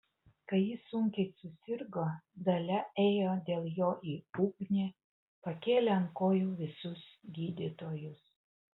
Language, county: Lithuanian, Utena